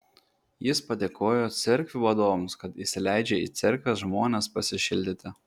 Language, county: Lithuanian, Klaipėda